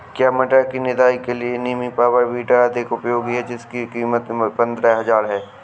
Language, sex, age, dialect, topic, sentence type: Hindi, male, 18-24, Awadhi Bundeli, agriculture, question